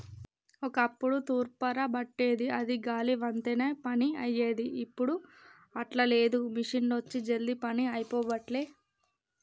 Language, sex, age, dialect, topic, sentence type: Telugu, female, 25-30, Telangana, agriculture, statement